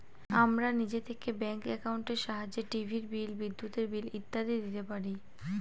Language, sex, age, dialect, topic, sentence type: Bengali, female, 18-24, Northern/Varendri, banking, statement